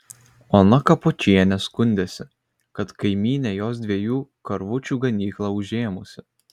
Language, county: Lithuanian, Kaunas